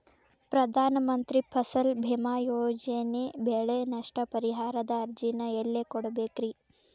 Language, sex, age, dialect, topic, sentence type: Kannada, female, 18-24, Dharwad Kannada, banking, question